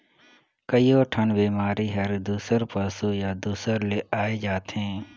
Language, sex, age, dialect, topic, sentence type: Chhattisgarhi, male, 18-24, Northern/Bhandar, agriculture, statement